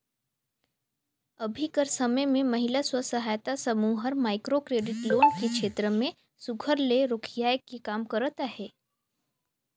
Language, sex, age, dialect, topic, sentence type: Chhattisgarhi, female, 18-24, Northern/Bhandar, banking, statement